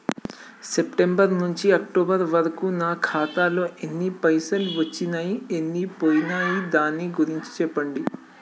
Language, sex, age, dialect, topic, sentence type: Telugu, male, 18-24, Telangana, banking, question